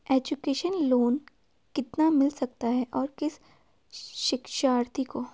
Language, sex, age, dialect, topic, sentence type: Hindi, female, 18-24, Garhwali, banking, question